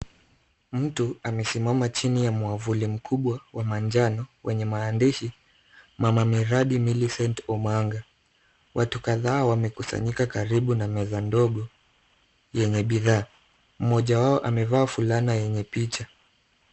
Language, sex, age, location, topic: Swahili, male, 25-35, Kisumu, government